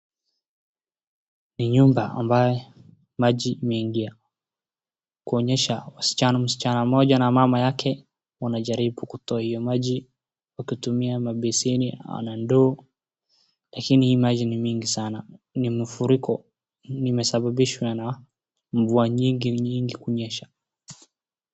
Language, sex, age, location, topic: Swahili, female, 36-49, Wajir, health